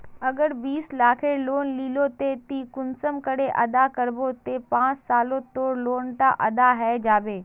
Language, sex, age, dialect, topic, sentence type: Magahi, female, 25-30, Northeastern/Surjapuri, banking, question